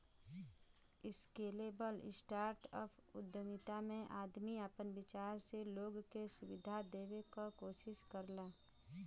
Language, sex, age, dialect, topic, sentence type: Bhojpuri, female, 25-30, Western, banking, statement